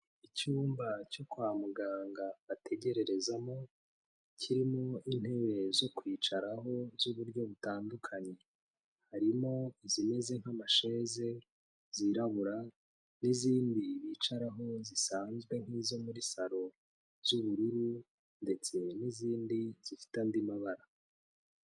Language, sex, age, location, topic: Kinyarwanda, male, 25-35, Kigali, health